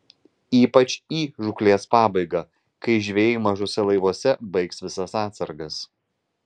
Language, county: Lithuanian, Vilnius